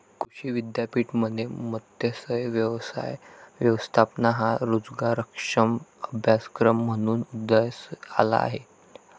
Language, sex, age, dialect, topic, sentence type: Marathi, male, 18-24, Varhadi, agriculture, statement